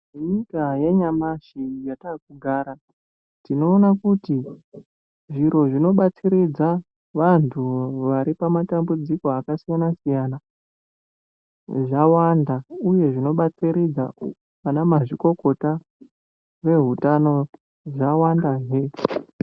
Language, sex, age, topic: Ndau, male, 18-24, health